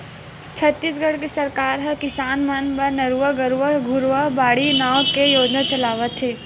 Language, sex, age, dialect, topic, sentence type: Chhattisgarhi, female, 18-24, Western/Budati/Khatahi, agriculture, statement